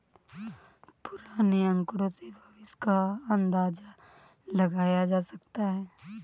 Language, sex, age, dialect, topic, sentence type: Hindi, female, 18-24, Awadhi Bundeli, banking, statement